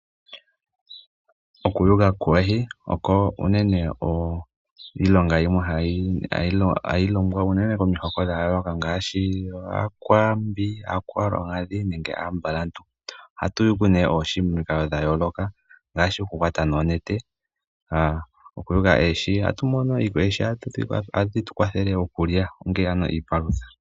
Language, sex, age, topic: Oshiwambo, male, 18-24, agriculture